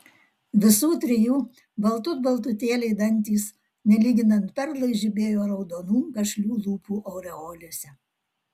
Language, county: Lithuanian, Alytus